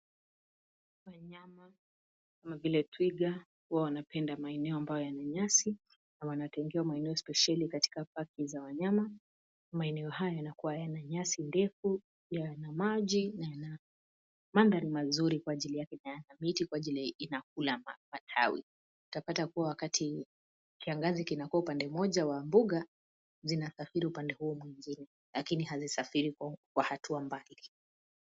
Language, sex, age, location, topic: Swahili, female, 25-35, Nairobi, government